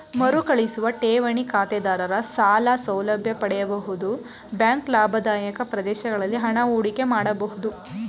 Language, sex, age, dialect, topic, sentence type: Kannada, female, 18-24, Mysore Kannada, banking, statement